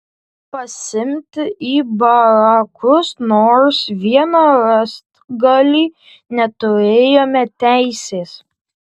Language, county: Lithuanian, Tauragė